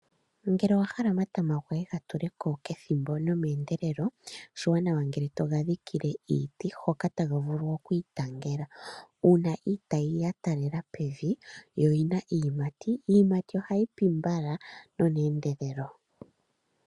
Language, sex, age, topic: Oshiwambo, male, 25-35, agriculture